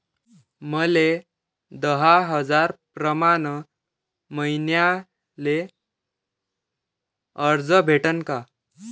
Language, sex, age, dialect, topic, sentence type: Marathi, male, 18-24, Varhadi, banking, question